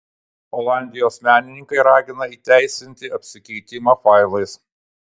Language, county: Lithuanian, Kaunas